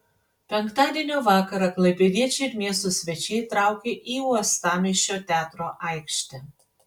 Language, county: Lithuanian, Panevėžys